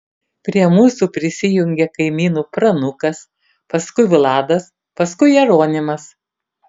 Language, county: Lithuanian, Kaunas